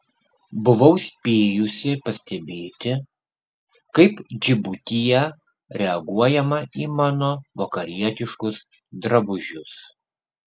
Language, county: Lithuanian, Kaunas